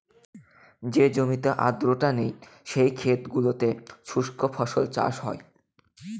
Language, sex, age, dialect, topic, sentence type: Bengali, male, <18, Northern/Varendri, agriculture, statement